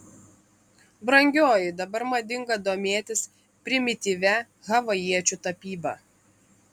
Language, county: Lithuanian, Klaipėda